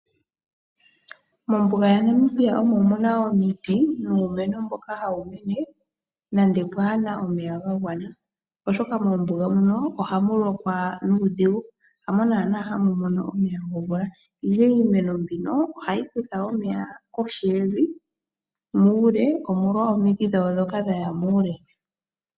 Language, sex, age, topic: Oshiwambo, female, 25-35, agriculture